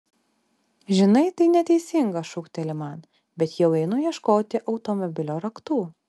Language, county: Lithuanian, Alytus